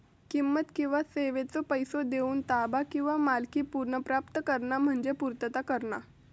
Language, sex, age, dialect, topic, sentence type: Marathi, female, 18-24, Southern Konkan, banking, statement